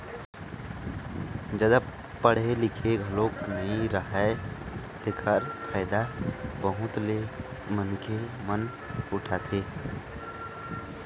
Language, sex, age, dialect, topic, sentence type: Chhattisgarhi, male, 25-30, Eastern, agriculture, statement